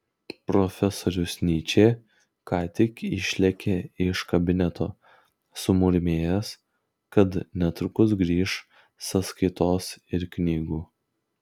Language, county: Lithuanian, Klaipėda